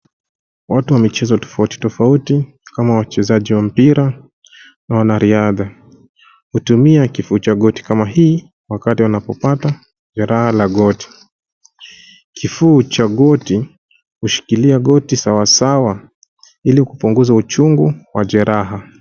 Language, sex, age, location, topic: Swahili, male, 25-35, Nairobi, health